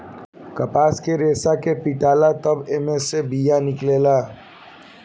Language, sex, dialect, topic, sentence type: Bhojpuri, male, Southern / Standard, agriculture, statement